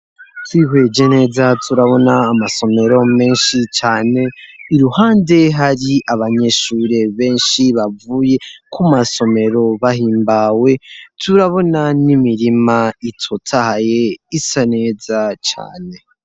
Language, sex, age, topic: Rundi, male, 18-24, education